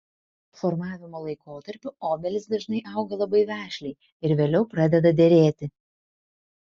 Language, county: Lithuanian, Vilnius